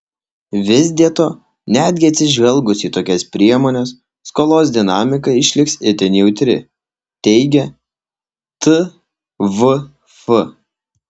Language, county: Lithuanian, Alytus